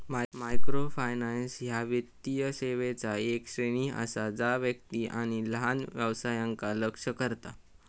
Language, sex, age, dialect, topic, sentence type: Marathi, male, 18-24, Southern Konkan, banking, statement